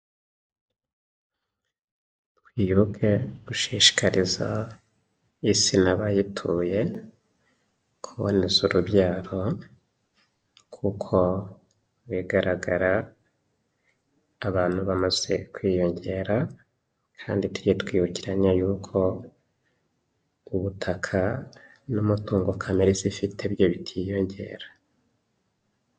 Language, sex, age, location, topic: Kinyarwanda, male, 25-35, Huye, health